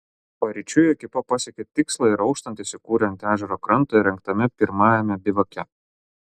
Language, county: Lithuanian, Klaipėda